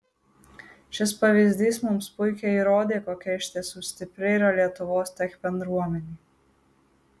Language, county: Lithuanian, Marijampolė